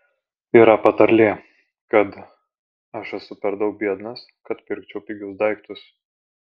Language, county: Lithuanian, Vilnius